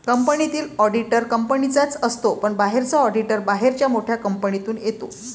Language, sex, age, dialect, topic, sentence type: Marathi, female, 56-60, Varhadi, banking, statement